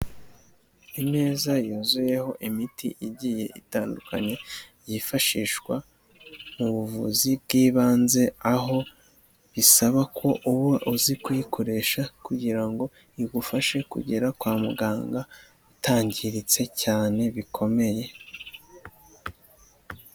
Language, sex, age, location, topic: Kinyarwanda, male, 25-35, Nyagatare, health